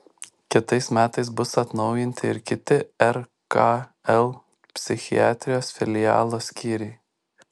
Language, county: Lithuanian, Šiauliai